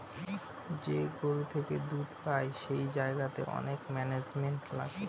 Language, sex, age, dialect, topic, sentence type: Bengali, male, 31-35, Northern/Varendri, agriculture, statement